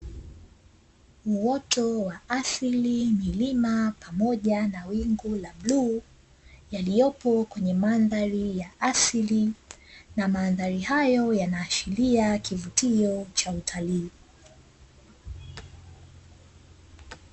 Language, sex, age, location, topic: Swahili, female, 25-35, Dar es Salaam, agriculture